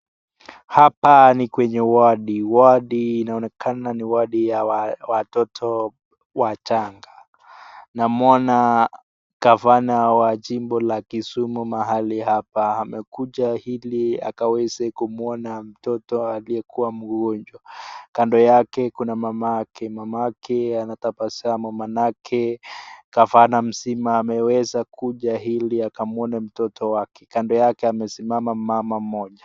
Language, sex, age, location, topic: Swahili, male, 18-24, Nakuru, health